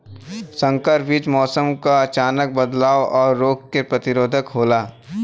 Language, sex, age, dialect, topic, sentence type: Bhojpuri, male, 18-24, Western, agriculture, statement